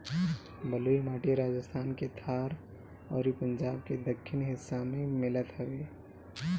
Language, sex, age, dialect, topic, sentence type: Bhojpuri, male, 31-35, Northern, agriculture, statement